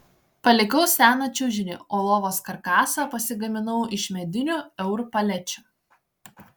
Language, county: Lithuanian, Klaipėda